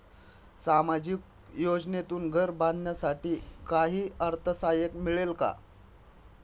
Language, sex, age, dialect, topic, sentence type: Marathi, male, 25-30, Standard Marathi, banking, question